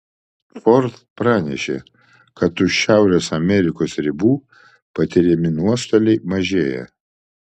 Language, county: Lithuanian, Vilnius